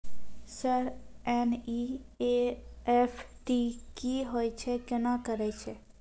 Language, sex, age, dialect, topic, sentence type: Maithili, female, 18-24, Angika, banking, question